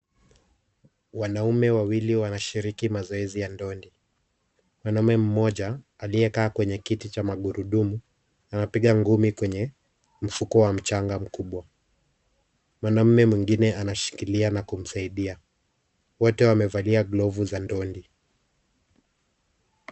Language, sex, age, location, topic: Swahili, male, 25-35, Kisumu, education